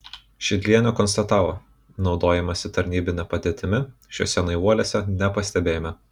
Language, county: Lithuanian, Kaunas